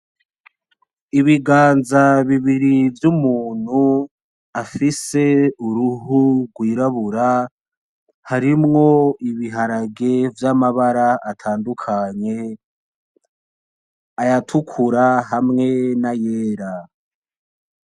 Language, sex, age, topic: Rundi, male, 18-24, agriculture